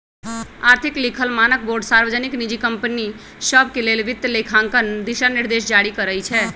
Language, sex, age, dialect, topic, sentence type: Magahi, male, 25-30, Western, banking, statement